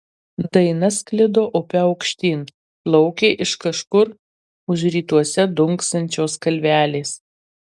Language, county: Lithuanian, Marijampolė